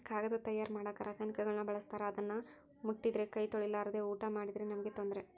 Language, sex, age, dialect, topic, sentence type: Kannada, female, 51-55, Central, agriculture, statement